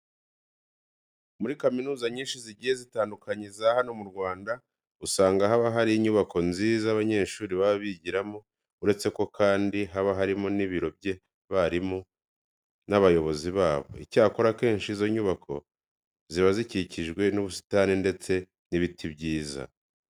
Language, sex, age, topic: Kinyarwanda, female, 25-35, education